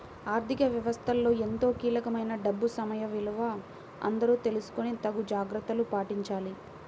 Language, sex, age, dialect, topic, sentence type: Telugu, female, 18-24, Central/Coastal, banking, statement